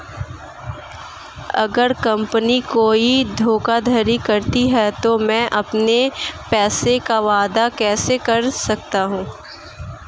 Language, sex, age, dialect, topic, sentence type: Hindi, female, 18-24, Marwari Dhudhari, banking, question